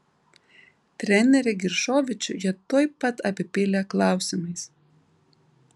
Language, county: Lithuanian, Vilnius